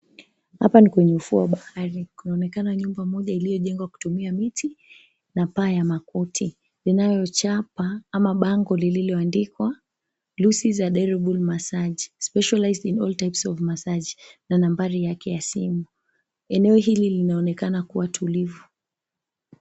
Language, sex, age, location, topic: Swahili, female, 25-35, Mombasa, government